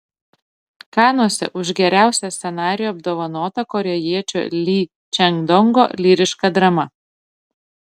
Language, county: Lithuanian, Šiauliai